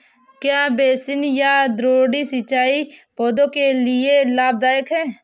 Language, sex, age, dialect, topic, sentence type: Hindi, male, 25-30, Kanauji Braj Bhasha, agriculture, question